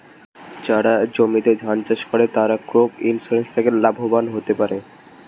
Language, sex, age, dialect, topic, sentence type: Bengali, male, 18-24, Standard Colloquial, banking, statement